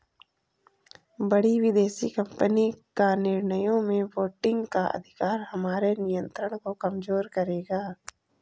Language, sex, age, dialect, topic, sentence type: Hindi, female, 18-24, Kanauji Braj Bhasha, banking, statement